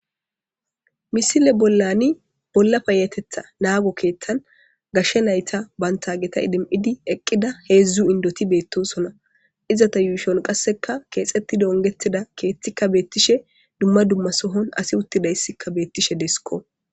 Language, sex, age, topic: Gamo, male, 18-24, government